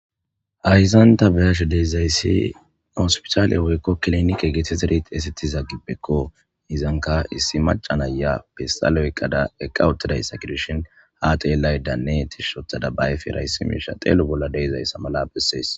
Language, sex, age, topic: Gamo, male, 25-35, government